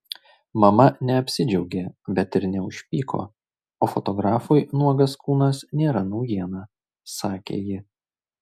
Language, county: Lithuanian, Šiauliai